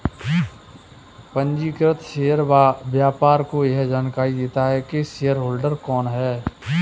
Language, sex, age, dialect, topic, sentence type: Hindi, male, 25-30, Kanauji Braj Bhasha, banking, statement